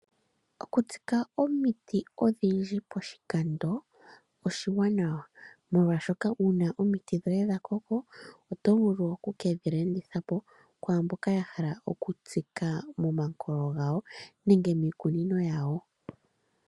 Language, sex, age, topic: Oshiwambo, female, 25-35, agriculture